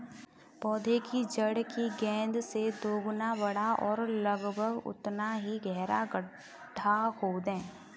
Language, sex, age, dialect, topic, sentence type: Hindi, female, 36-40, Kanauji Braj Bhasha, agriculture, statement